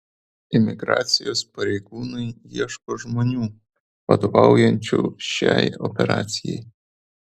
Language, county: Lithuanian, Vilnius